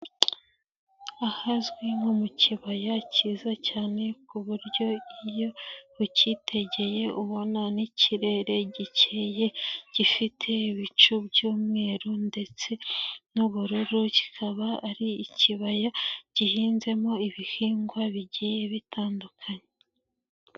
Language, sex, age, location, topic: Kinyarwanda, female, 25-35, Nyagatare, agriculture